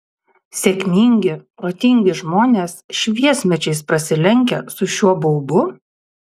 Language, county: Lithuanian, Utena